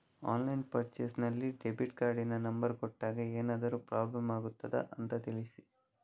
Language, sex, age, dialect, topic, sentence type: Kannada, male, 18-24, Coastal/Dakshin, banking, question